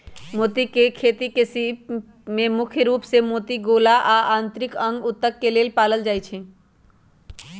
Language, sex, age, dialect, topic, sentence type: Magahi, female, 25-30, Western, agriculture, statement